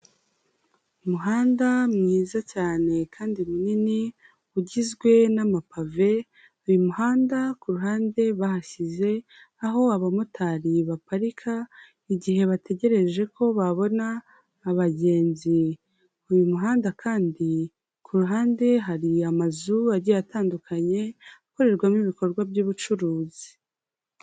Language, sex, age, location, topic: Kinyarwanda, female, 18-24, Huye, government